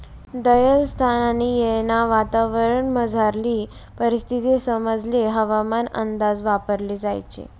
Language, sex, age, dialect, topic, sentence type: Marathi, female, 18-24, Northern Konkan, agriculture, statement